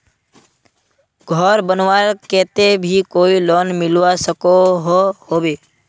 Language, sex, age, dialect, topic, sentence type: Magahi, male, 18-24, Northeastern/Surjapuri, banking, question